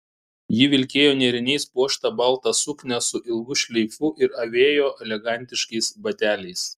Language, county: Lithuanian, Šiauliai